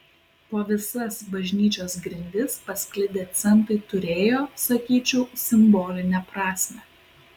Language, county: Lithuanian, Kaunas